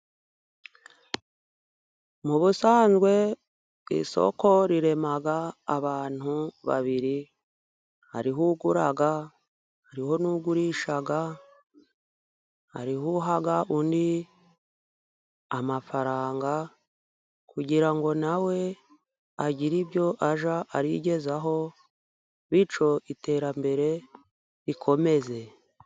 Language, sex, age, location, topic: Kinyarwanda, female, 50+, Musanze, finance